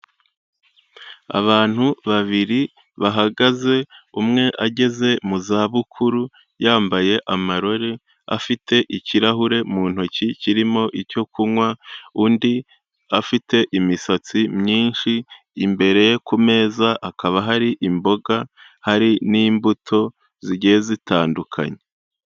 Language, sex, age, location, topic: Kinyarwanda, male, 25-35, Kigali, health